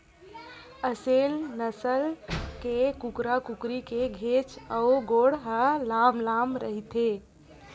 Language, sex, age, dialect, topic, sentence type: Chhattisgarhi, female, 18-24, Western/Budati/Khatahi, agriculture, statement